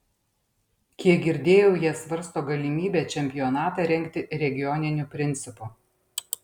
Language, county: Lithuanian, Panevėžys